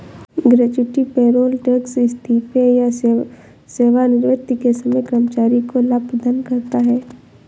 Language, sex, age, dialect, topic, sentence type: Hindi, female, 18-24, Awadhi Bundeli, banking, statement